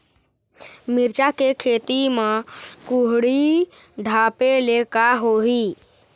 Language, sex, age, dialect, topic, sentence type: Chhattisgarhi, male, 51-55, Eastern, agriculture, question